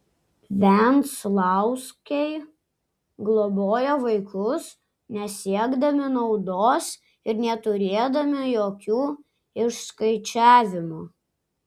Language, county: Lithuanian, Klaipėda